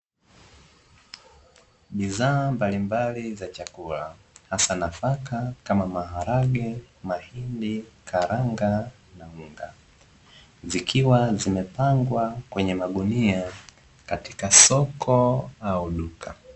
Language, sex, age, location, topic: Swahili, male, 18-24, Dar es Salaam, agriculture